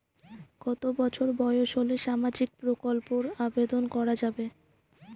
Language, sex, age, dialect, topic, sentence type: Bengali, female, 18-24, Western, banking, question